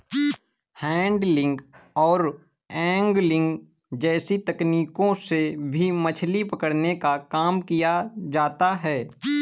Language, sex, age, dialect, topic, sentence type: Hindi, male, 18-24, Awadhi Bundeli, agriculture, statement